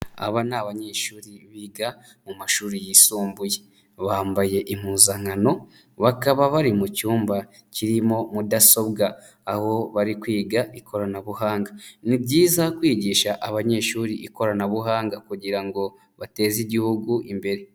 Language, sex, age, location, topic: Kinyarwanda, male, 25-35, Nyagatare, education